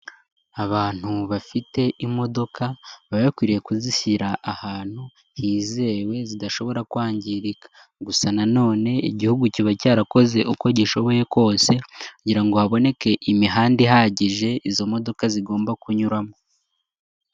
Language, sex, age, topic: Kinyarwanda, male, 18-24, education